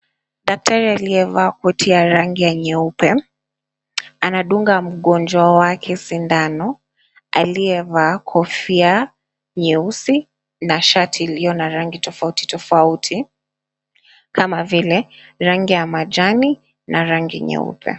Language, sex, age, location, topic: Swahili, female, 25-35, Mombasa, health